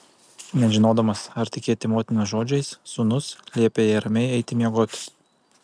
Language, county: Lithuanian, Kaunas